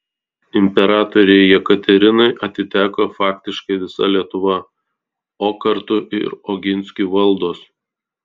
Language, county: Lithuanian, Tauragė